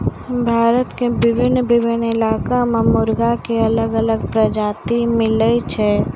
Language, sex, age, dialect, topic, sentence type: Maithili, female, 18-24, Angika, agriculture, statement